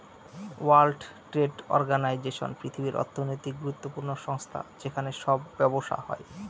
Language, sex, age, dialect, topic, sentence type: Bengali, male, 31-35, Northern/Varendri, banking, statement